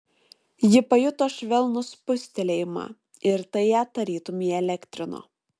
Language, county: Lithuanian, Šiauliai